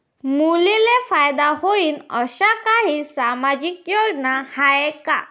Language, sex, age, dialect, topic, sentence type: Marathi, female, 51-55, Varhadi, banking, statement